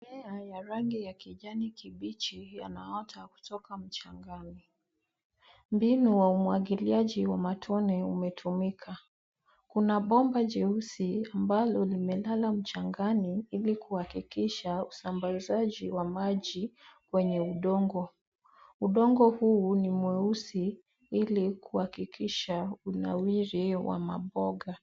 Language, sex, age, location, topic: Swahili, female, 25-35, Nairobi, agriculture